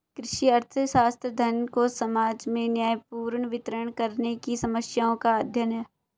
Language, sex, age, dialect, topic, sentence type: Hindi, female, 18-24, Marwari Dhudhari, banking, statement